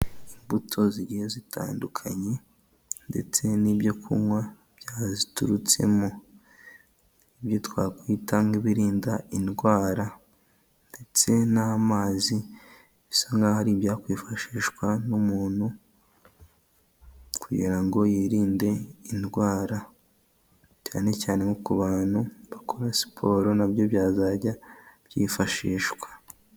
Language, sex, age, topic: Kinyarwanda, male, 18-24, health